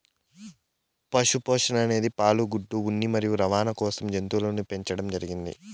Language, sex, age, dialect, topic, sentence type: Telugu, male, 18-24, Southern, agriculture, statement